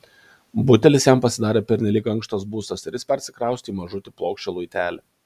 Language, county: Lithuanian, Kaunas